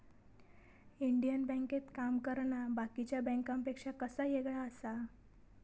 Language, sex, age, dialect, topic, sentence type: Marathi, female, 18-24, Southern Konkan, banking, statement